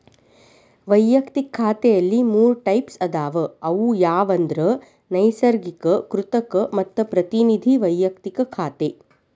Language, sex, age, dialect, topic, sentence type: Kannada, female, 36-40, Dharwad Kannada, banking, statement